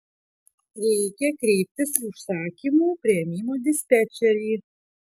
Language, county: Lithuanian, Šiauliai